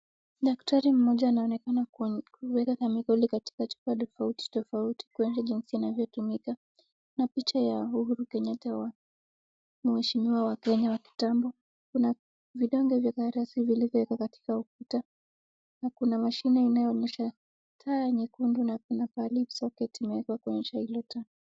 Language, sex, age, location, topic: Swahili, female, 18-24, Wajir, agriculture